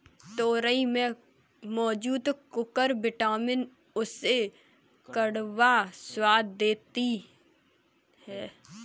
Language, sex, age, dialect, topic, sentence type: Hindi, female, 18-24, Kanauji Braj Bhasha, agriculture, statement